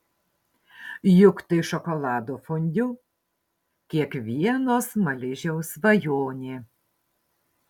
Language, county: Lithuanian, Marijampolė